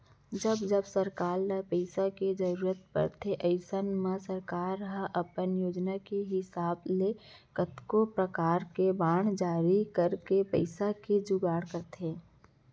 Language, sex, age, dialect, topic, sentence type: Chhattisgarhi, female, 25-30, Central, banking, statement